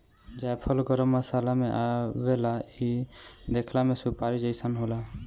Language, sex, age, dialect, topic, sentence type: Bhojpuri, male, 18-24, Northern, agriculture, statement